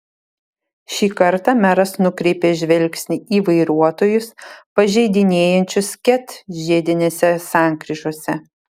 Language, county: Lithuanian, Šiauliai